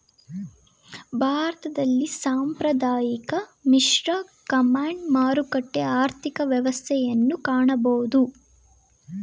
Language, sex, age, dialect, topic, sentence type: Kannada, female, 18-24, Mysore Kannada, banking, statement